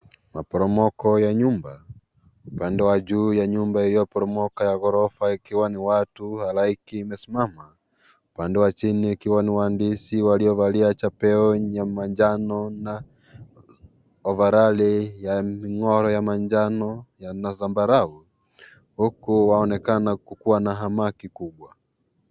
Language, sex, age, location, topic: Swahili, male, 18-24, Kisii, health